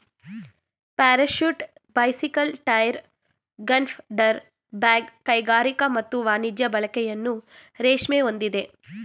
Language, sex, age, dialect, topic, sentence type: Kannada, female, 18-24, Mysore Kannada, agriculture, statement